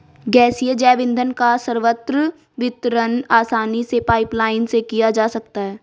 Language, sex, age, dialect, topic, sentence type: Hindi, female, 18-24, Marwari Dhudhari, agriculture, statement